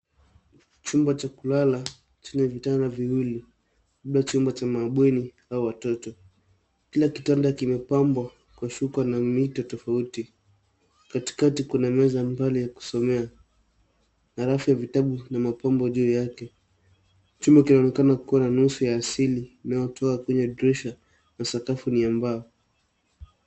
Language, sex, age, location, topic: Swahili, male, 18-24, Nairobi, education